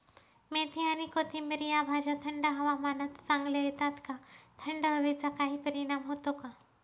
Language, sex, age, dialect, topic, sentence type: Marathi, female, 31-35, Northern Konkan, agriculture, question